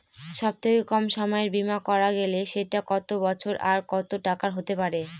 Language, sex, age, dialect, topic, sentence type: Bengali, female, 25-30, Northern/Varendri, banking, question